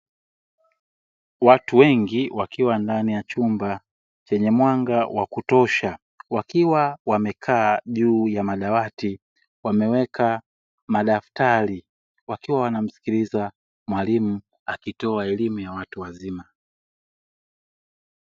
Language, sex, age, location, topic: Swahili, male, 25-35, Dar es Salaam, education